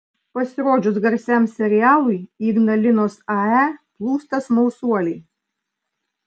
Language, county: Lithuanian, Vilnius